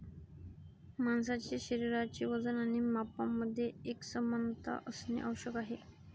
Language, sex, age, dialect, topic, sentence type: Marathi, female, 18-24, Varhadi, agriculture, statement